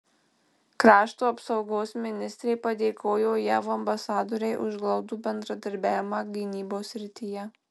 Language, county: Lithuanian, Marijampolė